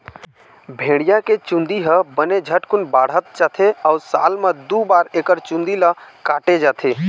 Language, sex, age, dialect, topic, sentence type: Chhattisgarhi, male, 18-24, Eastern, agriculture, statement